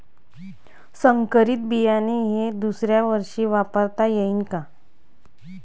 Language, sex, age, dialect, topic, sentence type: Marathi, female, 25-30, Varhadi, agriculture, question